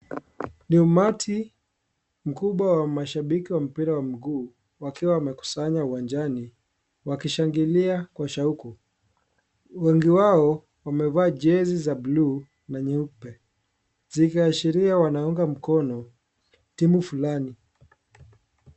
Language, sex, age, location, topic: Swahili, male, 18-24, Kisii, government